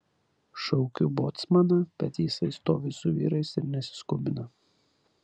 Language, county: Lithuanian, Vilnius